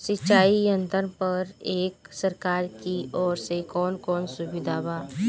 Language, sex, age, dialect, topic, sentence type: Bhojpuri, female, 25-30, Northern, agriculture, question